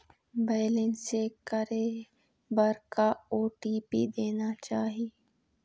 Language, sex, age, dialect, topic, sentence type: Chhattisgarhi, female, 18-24, Eastern, banking, question